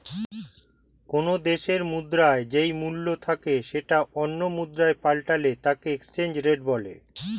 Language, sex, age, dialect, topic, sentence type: Bengali, male, 46-50, Standard Colloquial, banking, statement